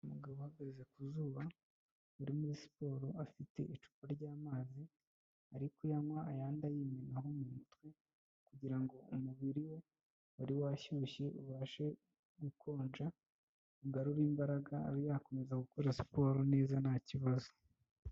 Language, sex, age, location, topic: Kinyarwanda, male, 25-35, Kigali, health